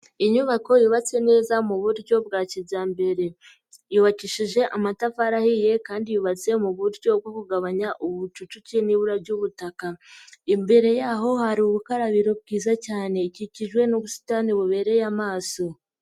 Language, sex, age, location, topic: Kinyarwanda, female, 50+, Nyagatare, education